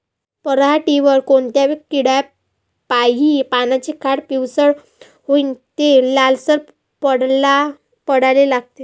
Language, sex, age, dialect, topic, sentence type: Marathi, female, 18-24, Varhadi, agriculture, question